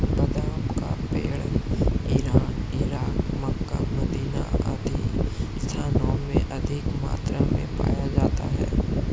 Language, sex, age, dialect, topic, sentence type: Hindi, male, 31-35, Marwari Dhudhari, agriculture, statement